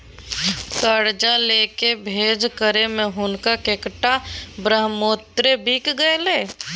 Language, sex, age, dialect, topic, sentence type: Maithili, female, 18-24, Bajjika, banking, statement